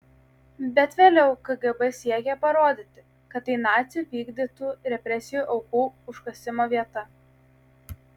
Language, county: Lithuanian, Kaunas